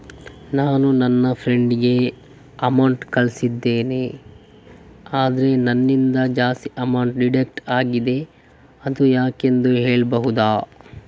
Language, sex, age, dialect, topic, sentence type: Kannada, male, 18-24, Coastal/Dakshin, banking, question